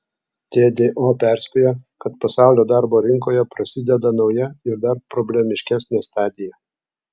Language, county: Lithuanian, Vilnius